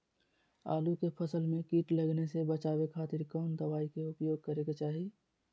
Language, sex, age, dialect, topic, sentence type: Magahi, male, 36-40, Southern, agriculture, question